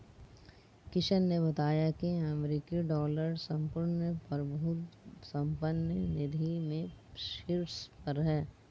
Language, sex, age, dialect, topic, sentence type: Hindi, female, 36-40, Marwari Dhudhari, banking, statement